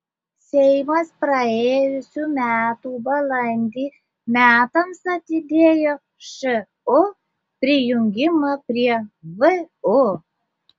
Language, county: Lithuanian, Šiauliai